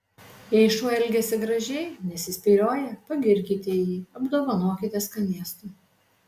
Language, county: Lithuanian, Alytus